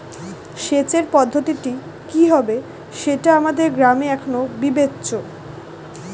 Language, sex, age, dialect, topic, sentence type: Bengali, female, 18-24, Standard Colloquial, agriculture, question